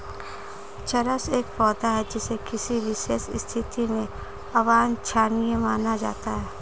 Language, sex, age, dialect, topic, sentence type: Hindi, female, 18-24, Marwari Dhudhari, agriculture, statement